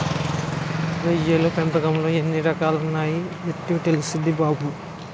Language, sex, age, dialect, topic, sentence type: Telugu, male, 51-55, Utterandhra, agriculture, statement